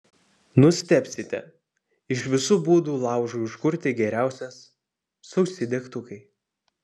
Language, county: Lithuanian, Vilnius